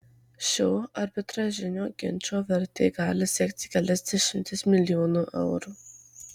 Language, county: Lithuanian, Marijampolė